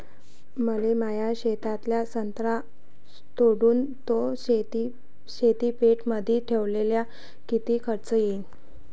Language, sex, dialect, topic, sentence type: Marathi, female, Varhadi, agriculture, question